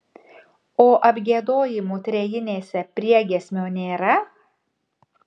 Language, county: Lithuanian, Kaunas